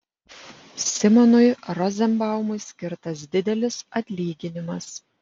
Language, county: Lithuanian, Vilnius